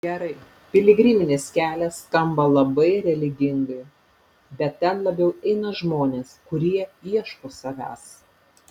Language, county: Lithuanian, Panevėžys